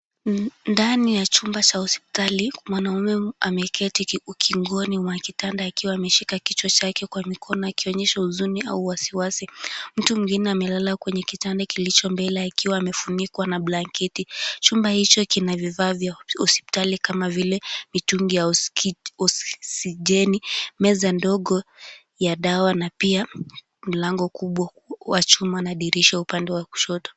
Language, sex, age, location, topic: Swahili, female, 18-24, Kisumu, health